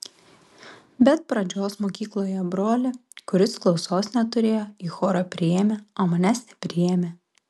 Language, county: Lithuanian, Klaipėda